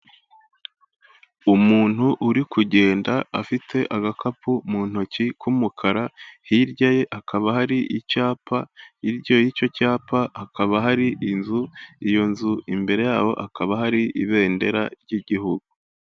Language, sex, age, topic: Kinyarwanda, male, 18-24, government